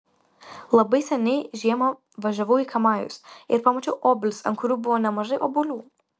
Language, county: Lithuanian, Vilnius